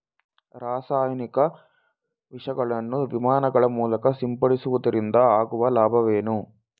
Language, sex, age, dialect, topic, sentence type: Kannada, male, 18-24, Coastal/Dakshin, agriculture, question